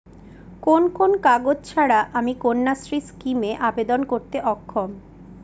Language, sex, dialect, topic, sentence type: Bengali, female, Northern/Varendri, banking, question